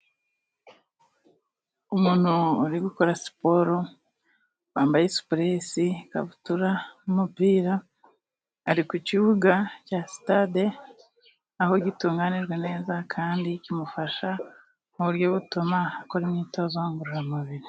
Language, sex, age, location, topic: Kinyarwanda, female, 25-35, Musanze, government